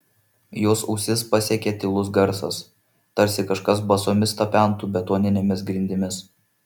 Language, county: Lithuanian, Šiauliai